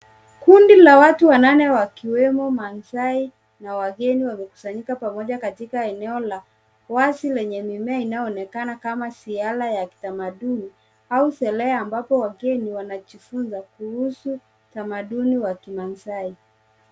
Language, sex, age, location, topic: Swahili, female, 25-35, Nairobi, government